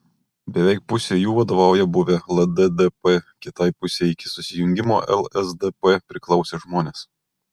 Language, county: Lithuanian, Kaunas